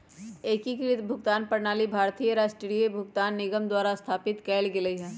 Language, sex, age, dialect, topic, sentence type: Magahi, female, 31-35, Western, banking, statement